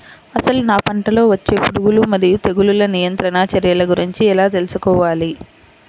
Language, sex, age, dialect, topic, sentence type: Telugu, female, 25-30, Central/Coastal, agriculture, question